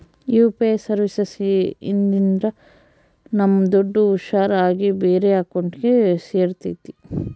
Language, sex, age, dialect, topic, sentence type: Kannada, female, 25-30, Central, banking, statement